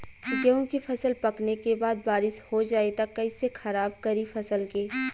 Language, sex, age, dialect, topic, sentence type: Bhojpuri, female, 18-24, Western, agriculture, question